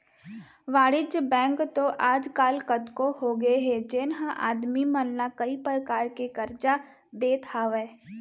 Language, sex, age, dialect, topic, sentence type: Chhattisgarhi, female, 60-100, Central, banking, statement